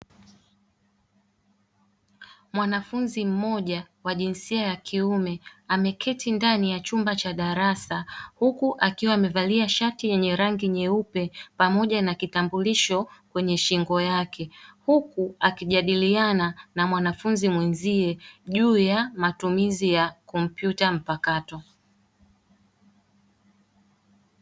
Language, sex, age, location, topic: Swahili, female, 18-24, Dar es Salaam, education